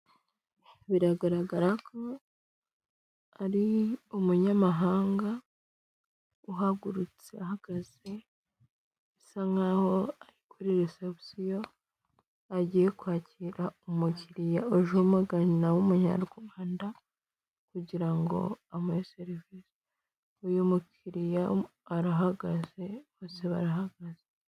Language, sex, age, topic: Kinyarwanda, female, 18-24, finance